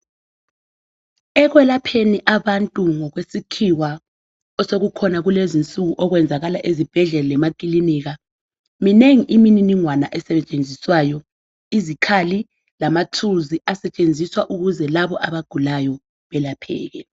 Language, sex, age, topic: North Ndebele, female, 25-35, health